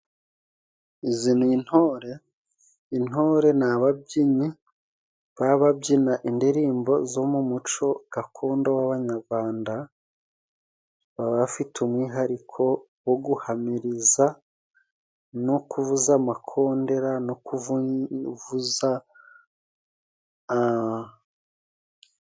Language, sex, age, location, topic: Kinyarwanda, male, 36-49, Musanze, government